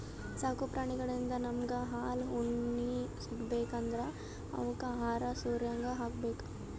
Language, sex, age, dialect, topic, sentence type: Kannada, male, 18-24, Northeastern, agriculture, statement